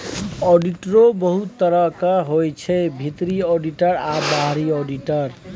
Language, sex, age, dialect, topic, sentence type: Maithili, male, 31-35, Bajjika, banking, statement